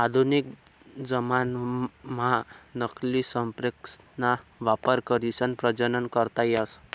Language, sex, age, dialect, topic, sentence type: Marathi, male, 18-24, Northern Konkan, agriculture, statement